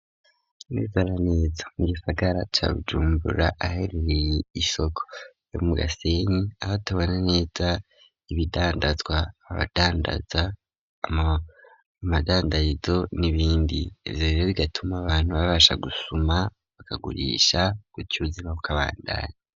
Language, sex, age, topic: Rundi, male, 25-35, education